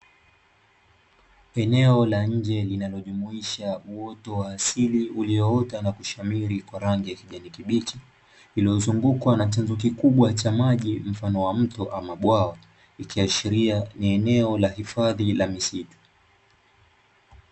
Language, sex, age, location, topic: Swahili, male, 25-35, Dar es Salaam, agriculture